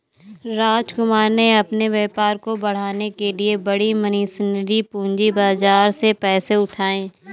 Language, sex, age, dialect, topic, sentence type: Hindi, female, 18-24, Awadhi Bundeli, banking, statement